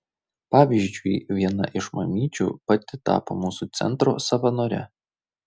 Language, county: Lithuanian, Šiauliai